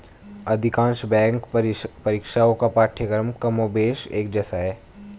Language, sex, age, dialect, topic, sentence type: Hindi, male, 18-24, Hindustani Malvi Khadi Boli, banking, statement